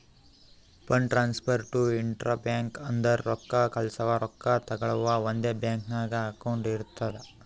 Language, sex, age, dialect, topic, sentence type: Kannada, male, 25-30, Northeastern, banking, statement